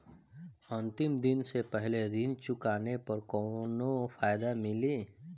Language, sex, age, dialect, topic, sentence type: Bhojpuri, female, 25-30, Northern, banking, question